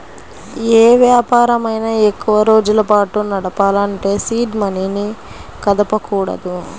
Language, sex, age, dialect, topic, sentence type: Telugu, female, 36-40, Central/Coastal, banking, statement